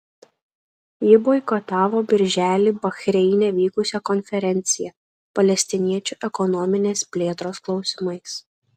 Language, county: Lithuanian, Šiauliai